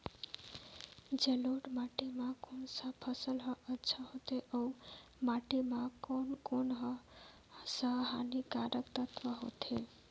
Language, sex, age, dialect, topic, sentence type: Chhattisgarhi, female, 18-24, Northern/Bhandar, agriculture, question